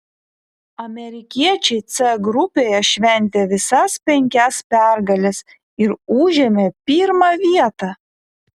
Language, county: Lithuanian, Vilnius